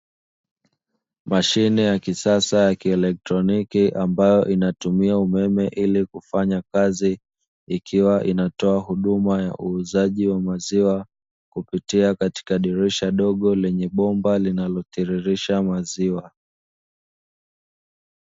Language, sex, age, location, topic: Swahili, male, 25-35, Dar es Salaam, finance